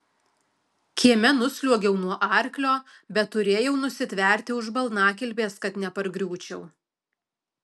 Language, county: Lithuanian, Alytus